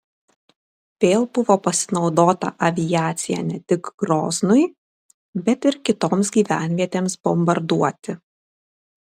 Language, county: Lithuanian, Kaunas